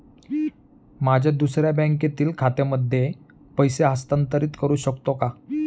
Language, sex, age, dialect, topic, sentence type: Marathi, male, 31-35, Standard Marathi, banking, question